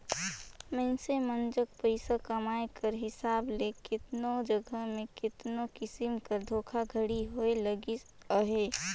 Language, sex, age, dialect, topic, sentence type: Chhattisgarhi, female, 18-24, Northern/Bhandar, banking, statement